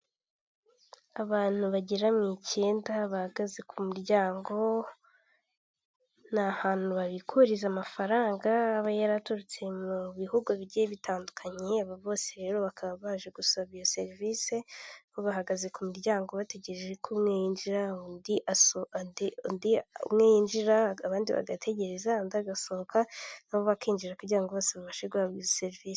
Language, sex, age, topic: Kinyarwanda, female, 18-24, finance